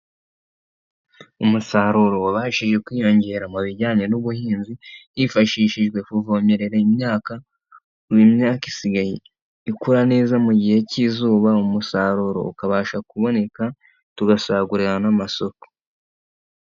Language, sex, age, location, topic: Kinyarwanda, male, 18-24, Nyagatare, agriculture